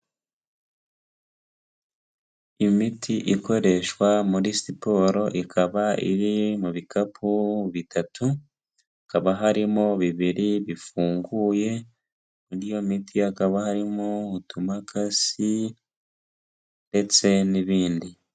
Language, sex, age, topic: Kinyarwanda, male, 18-24, health